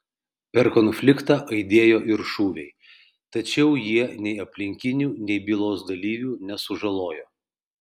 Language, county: Lithuanian, Kaunas